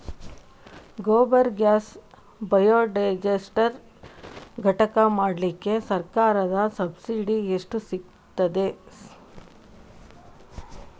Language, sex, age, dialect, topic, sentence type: Kannada, female, 18-24, Coastal/Dakshin, agriculture, question